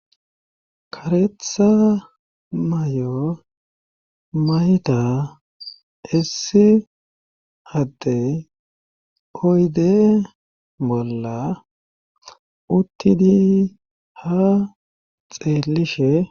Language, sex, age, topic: Gamo, male, 18-24, government